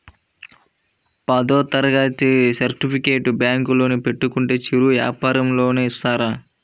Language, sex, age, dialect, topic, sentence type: Telugu, male, 18-24, Central/Coastal, banking, question